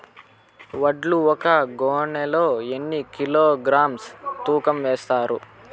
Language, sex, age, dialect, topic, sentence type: Telugu, male, 25-30, Southern, agriculture, question